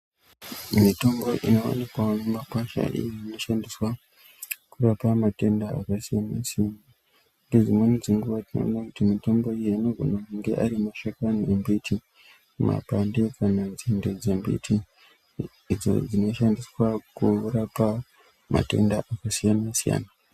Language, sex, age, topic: Ndau, male, 25-35, health